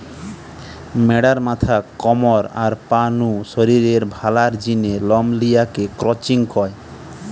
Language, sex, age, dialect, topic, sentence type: Bengali, male, 31-35, Western, agriculture, statement